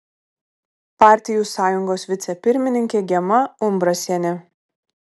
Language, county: Lithuanian, Kaunas